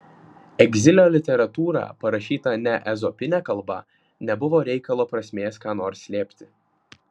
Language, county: Lithuanian, Vilnius